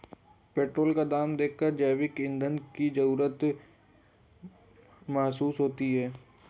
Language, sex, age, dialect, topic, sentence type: Hindi, male, 18-24, Hindustani Malvi Khadi Boli, agriculture, statement